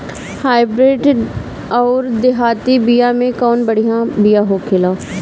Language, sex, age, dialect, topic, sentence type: Bhojpuri, female, 18-24, Northern, agriculture, question